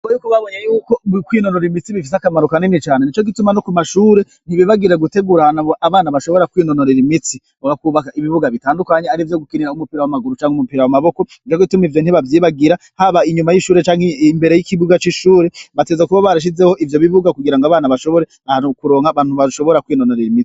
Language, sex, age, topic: Rundi, male, 36-49, education